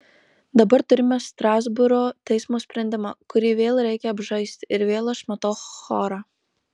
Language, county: Lithuanian, Marijampolė